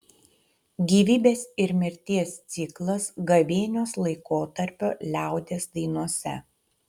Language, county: Lithuanian, Utena